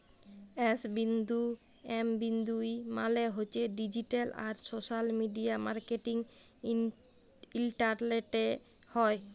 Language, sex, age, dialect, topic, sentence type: Bengali, female, 25-30, Jharkhandi, banking, statement